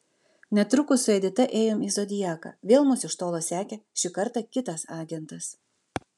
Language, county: Lithuanian, Vilnius